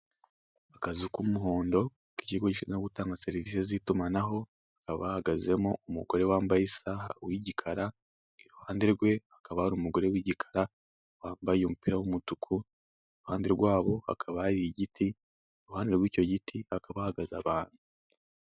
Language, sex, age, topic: Kinyarwanda, male, 18-24, finance